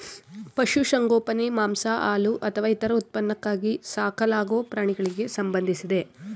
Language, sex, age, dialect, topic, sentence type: Kannada, female, 18-24, Mysore Kannada, agriculture, statement